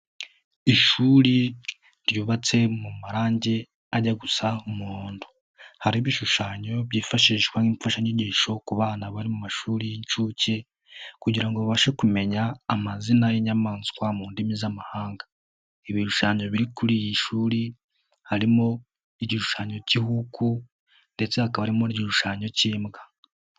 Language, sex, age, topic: Kinyarwanda, male, 18-24, education